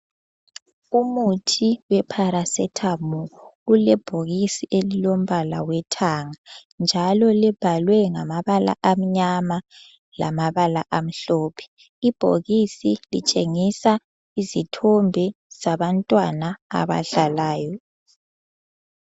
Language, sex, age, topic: North Ndebele, female, 18-24, health